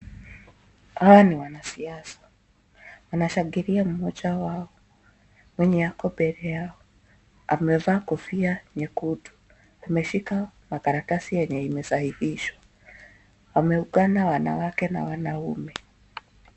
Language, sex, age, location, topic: Swahili, female, 25-35, Nakuru, government